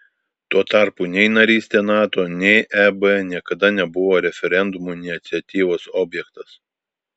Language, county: Lithuanian, Vilnius